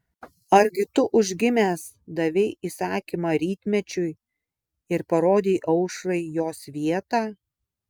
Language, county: Lithuanian, Vilnius